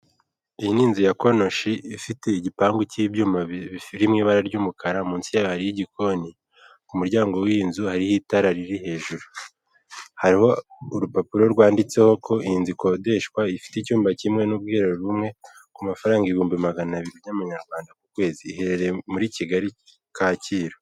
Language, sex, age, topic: Kinyarwanda, male, 18-24, finance